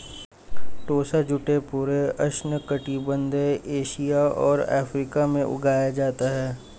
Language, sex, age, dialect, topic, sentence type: Hindi, male, 18-24, Hindustani Malvi Khadi Boli, agriculture, statement